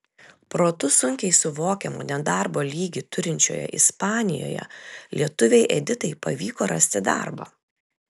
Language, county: Lithuanian, Telšiai